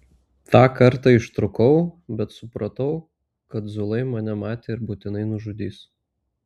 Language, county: Lithuanian, Vilnius